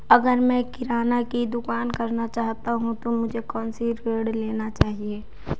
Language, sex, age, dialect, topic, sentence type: Hindi, female, 18-24, Marwari Dhudhari, banking, question